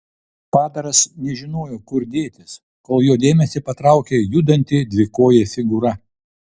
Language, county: Lithuanian, Vilnius